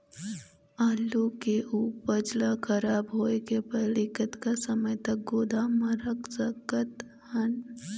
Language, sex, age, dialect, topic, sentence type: Chhattisgarhi, female, 18-24, Eastern, agriculture, question